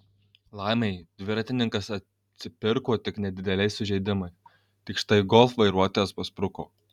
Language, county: Lithuanian, Kaunas